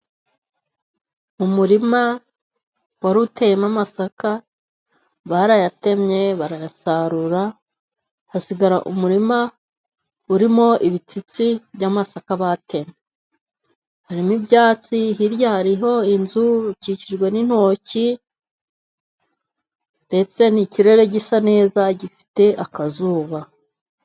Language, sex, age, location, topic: Kinyarwanda, female, 25-35, Musanze, agriculture